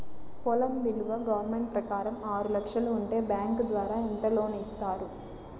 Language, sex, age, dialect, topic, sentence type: Telugu, female, 60-100, Central/Coastal, banking, question